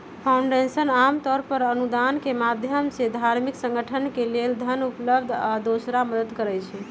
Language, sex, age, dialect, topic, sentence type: Magahi, female, 31-35, Western, banking, statement